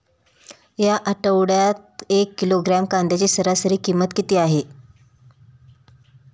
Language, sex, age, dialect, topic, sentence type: Marathi, female, 31-35, Standard Marathi, agriculture, question